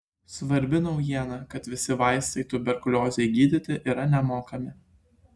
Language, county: Lithuanian, Klaipėda